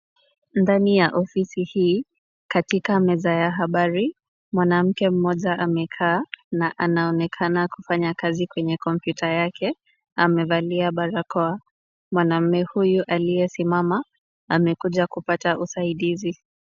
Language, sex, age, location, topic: Swahili, female, 25-35, Kisumu, government